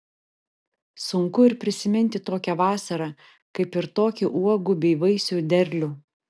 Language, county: Lithuanian, Vilnius